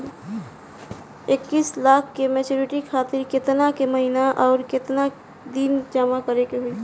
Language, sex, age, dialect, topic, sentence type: Bhojpuri, female, 18-24, Southern / Standard, banking, question